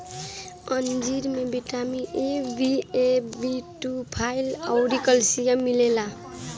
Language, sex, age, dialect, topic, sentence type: Bhojpuri, female, 18-24, Northern, agriculture, statement